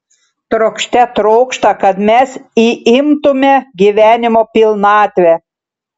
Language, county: Lithuanian, Šiauliai